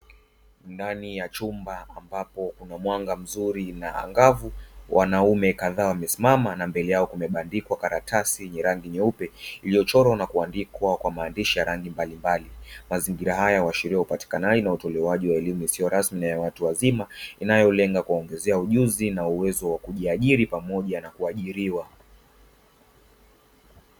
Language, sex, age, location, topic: Swahili, male, 25-35, Dar es Salaam, education